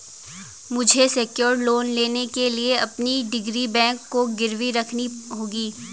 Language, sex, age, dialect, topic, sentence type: Hindi, female, 18-24, Garhwali, banking, statement